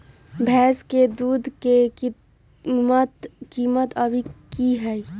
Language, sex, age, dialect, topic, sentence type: Magahi, female, 18-24, Western, agriculture, question